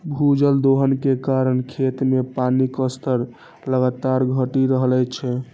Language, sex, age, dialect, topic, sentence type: Maithili, male, 18-24, Eastern / Thethi, agriculture, statement